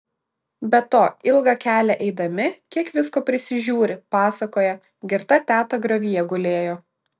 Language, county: Lithuanian, Klaipėda